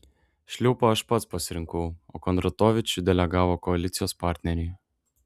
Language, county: Lithuanian, Šiauliai